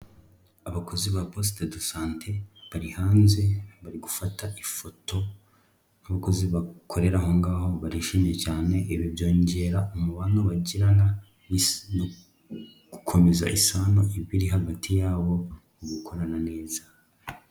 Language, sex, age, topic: Kinyarwanda, male, 18-24, health